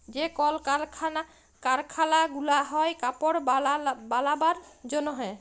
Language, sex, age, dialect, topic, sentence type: Bengali, female, 25-30, Jharkhandi, agriculture, statement